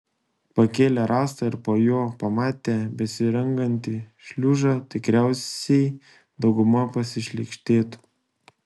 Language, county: Lithuanian, Šiauliai